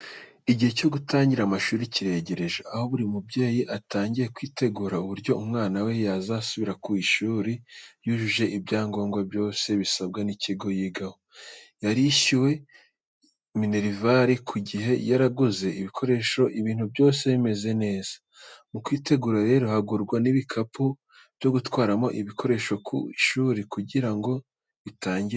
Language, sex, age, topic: Kinyarwanda, male, 18-24, education